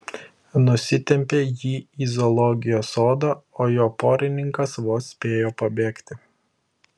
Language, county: Lithuanian, Klaipėda